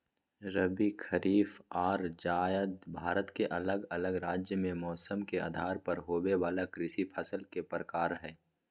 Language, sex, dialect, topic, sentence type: Magahi, male, Southern, agriculture, statement